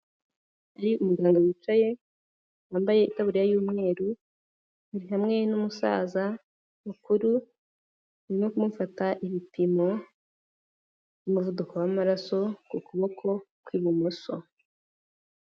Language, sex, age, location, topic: Kinyarwanda, female, 18-24, Kigali, health